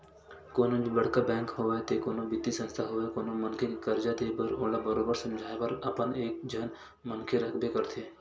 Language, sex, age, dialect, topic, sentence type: Chhattisgarhi, male, 18-24, Western/Budati/Khatahi, banking, statement